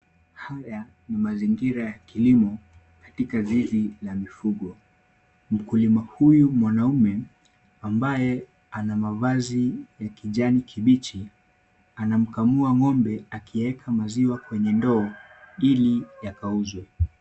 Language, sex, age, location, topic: Swahili, male, 18-24, Kisumu, agriculture